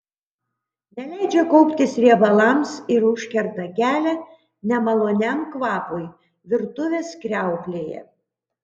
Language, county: Lithuanian, Panevėžys